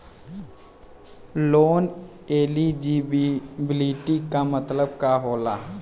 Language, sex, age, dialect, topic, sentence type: Bhojpuri, male, 18-24, Western, banking, question